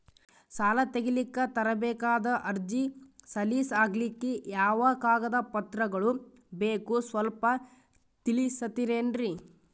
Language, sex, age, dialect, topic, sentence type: Kannada, male, 31-35, Northeastern, banking, question